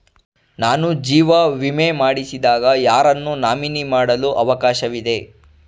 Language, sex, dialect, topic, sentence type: Kannada, male, Mysore Kannada, banking, question